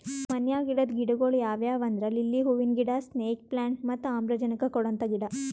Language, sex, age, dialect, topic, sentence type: Kannada, female, 18-24, Northeastern, agriculture, statement